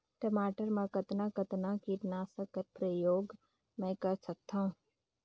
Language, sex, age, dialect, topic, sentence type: Chhattisgarhi, female, 56-60, Northern/Bhandar, agriculture, question